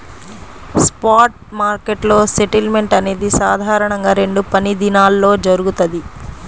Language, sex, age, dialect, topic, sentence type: Telugu, female, 31-35, Central/Coastal, banking, statement